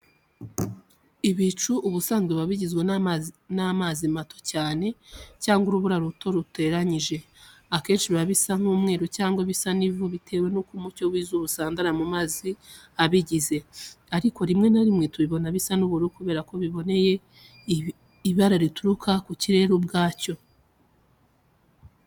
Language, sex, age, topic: Kinyarwanda, female, 25-35, education